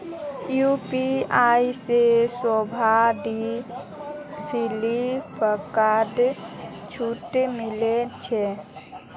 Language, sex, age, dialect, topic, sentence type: Magahi, female, 25-30, Northeastern/Surjapuri, banking, statement